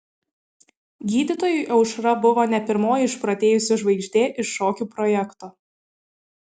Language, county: Lithuanian, Kaunas